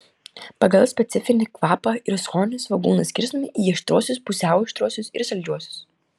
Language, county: Lithuanian, Klaipėda